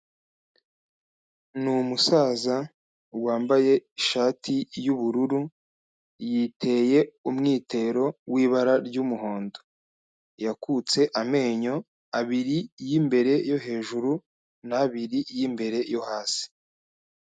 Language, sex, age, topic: Kinyarwanda, male, 25-35, health